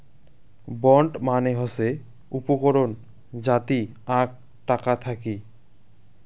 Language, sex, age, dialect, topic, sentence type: Bengali, male, 25-30, Rajbangshi, banking, statement